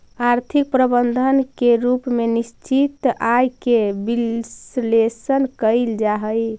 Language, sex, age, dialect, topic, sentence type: Magahi, female, 46-50, Central/Standard, banking, statement